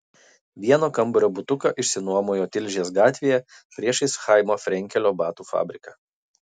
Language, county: Lithuanian, Kaunas